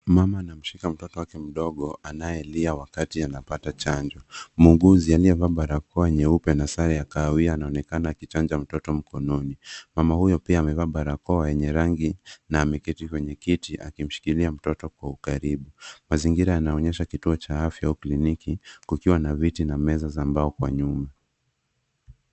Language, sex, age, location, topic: Swahili, male, 18-24, Nairobi, health